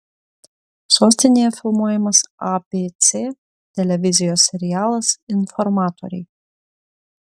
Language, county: Lithuanian, Utena